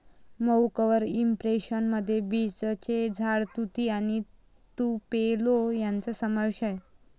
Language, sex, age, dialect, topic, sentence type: Marathi, female, 18-24, Varhadi, agriculture, statement